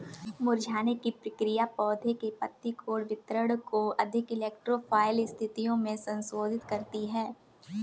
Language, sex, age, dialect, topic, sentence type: Hindi, female, 18-24, Kanauji Braj Bhasha, agriculture, statement